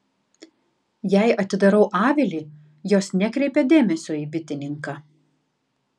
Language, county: Lithuanian, Tauragė